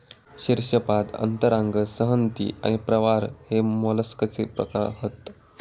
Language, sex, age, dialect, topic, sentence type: Marathi, male, 18-24, Southern Konkan, agriculture, statement